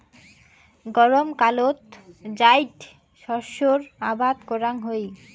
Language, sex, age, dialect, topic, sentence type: Bengali, female, 18-24, Rajbangshi, agriculture, statement